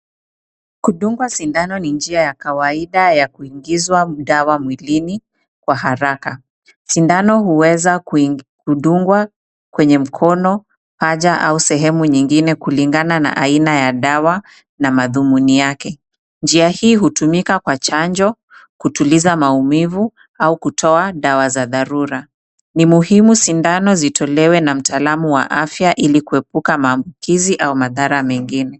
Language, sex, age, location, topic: Swahili, female, 36-49, Kisumu, health